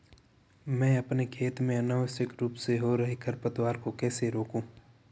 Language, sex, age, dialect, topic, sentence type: Hindi, male, 46-50, Marwari Dhudhari, agriculture, question